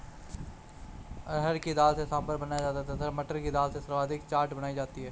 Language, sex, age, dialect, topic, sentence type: Hindi, male, 25-30, Marwari Dhudhari, agriculture, statement